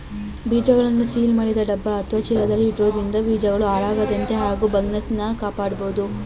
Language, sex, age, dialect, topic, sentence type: Kannada, female, 25-30, Mysore Kannada, agriculture, statement